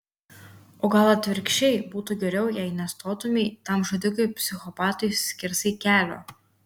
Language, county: Lithuanian, Kaunas